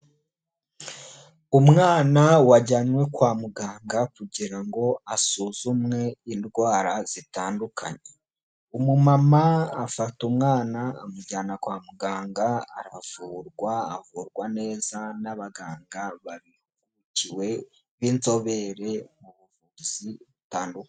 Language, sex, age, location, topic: Kinyarwanda, male, 18-24, Huye, health